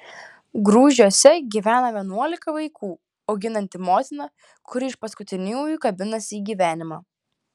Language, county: Lithuanian, Klaipėda